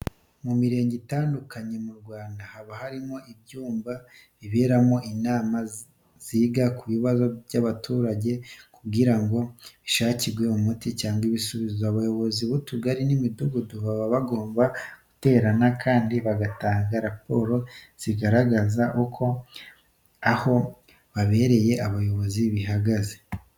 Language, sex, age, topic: Kinyarwanda, male, 25-35, education